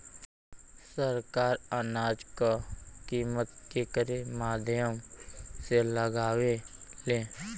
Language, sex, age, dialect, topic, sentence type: Bhojpuri, male, 18-24, Western, agriculture, question